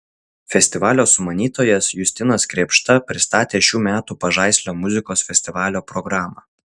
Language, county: Lithuanian, Utena